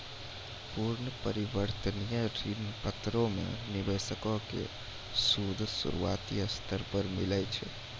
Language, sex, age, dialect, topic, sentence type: Maithili, male, 18-24, Angika, banking, statement